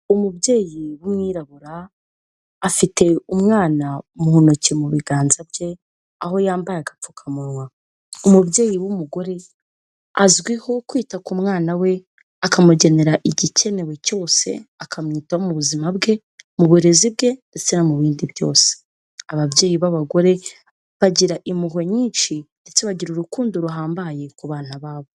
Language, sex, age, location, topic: Kinyarwanda, female, 18-24, Kigali, health